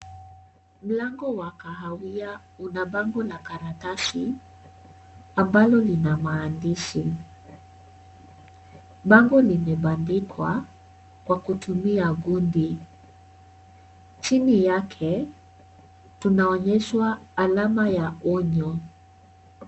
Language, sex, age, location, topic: Swahili, female, 36-49, Kisii, education